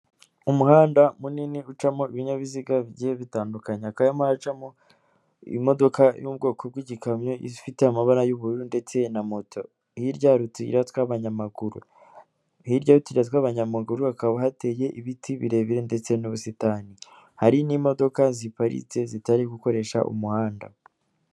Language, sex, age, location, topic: Kinyarwanda, female, 18-24, Kigali, government